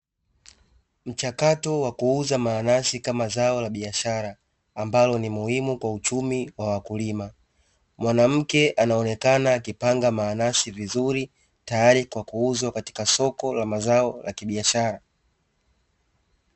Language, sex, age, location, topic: Swahili, male, 18-24, Dar es Salaam, agriculture